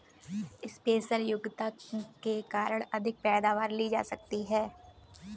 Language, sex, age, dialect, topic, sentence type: Hindi, female, 18-24, Kanauji Braj Bhasha, agriculture, statement